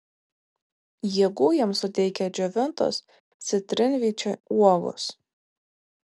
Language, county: Lithuanian, Vilnius